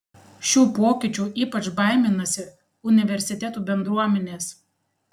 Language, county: Lithuanian, Panevėžys